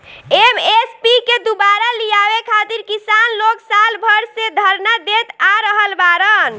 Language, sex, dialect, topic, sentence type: Bhojpuri, female, Southern / Standard, agriculture, statement